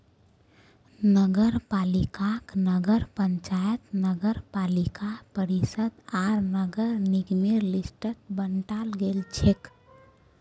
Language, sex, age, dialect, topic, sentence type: Magahi, female, 25-30, Northeastern/Surjapuri, banking, statement